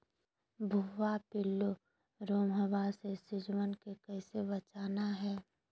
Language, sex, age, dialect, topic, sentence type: Magahi, female, 31-35, Southern, agriculture, question